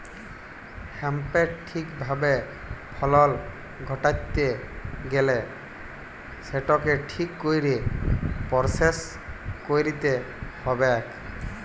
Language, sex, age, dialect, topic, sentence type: Bengali, male, 18-24, Jharkhandi, agriculture, statement